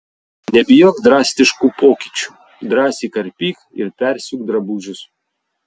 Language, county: Lithuanian, Vilnius